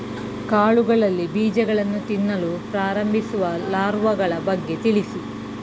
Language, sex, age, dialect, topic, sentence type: Kannada, female, 41-45, Mysore Kannada, agriculture, question